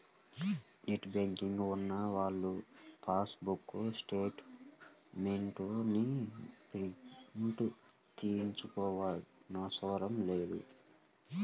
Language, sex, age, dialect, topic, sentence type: Telugu, male, 18-24, Central/Coastal, banking, statement